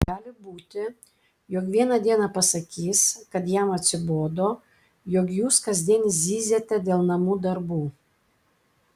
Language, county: Lithuanian, Klaipėda